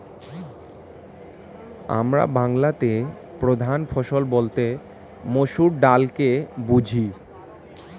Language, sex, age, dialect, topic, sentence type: Bengali, male, 18-24, Standard Colloquial, agriculture, statement